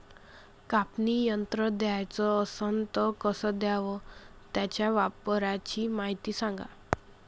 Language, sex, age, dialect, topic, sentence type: Marathi, female, 25-30, Varhadi, agriculture, question